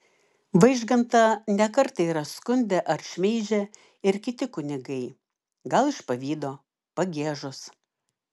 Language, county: Lithuanian, Klaipėda